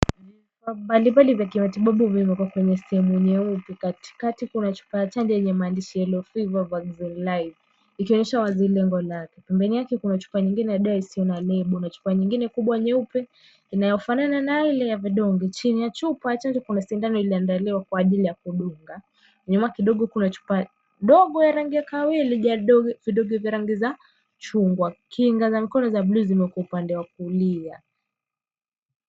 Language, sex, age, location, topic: Swahili, female, 18-24, Kisumu, health